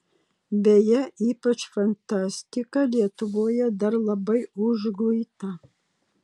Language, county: Lithuanian, Utena